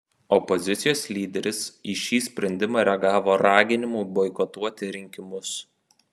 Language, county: Lithuanian, Vilnius